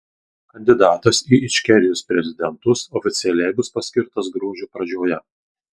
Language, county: Lithuanian, Marijampolė